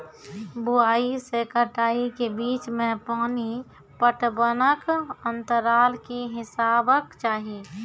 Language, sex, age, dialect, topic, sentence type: Maithili, female, 25-30, Angika, agriculture, question